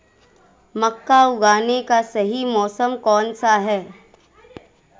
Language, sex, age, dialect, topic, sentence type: Hindi, female, 25-30, Marwari Dhudhari, agriculture, question